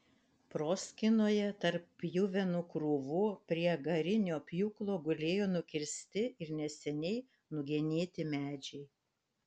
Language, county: Lithuanian, Panevėžys